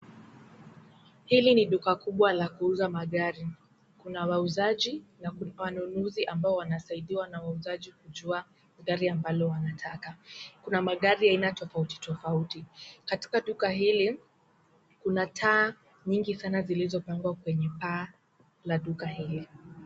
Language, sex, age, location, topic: Swahili, female, 18-24, Kisii, finance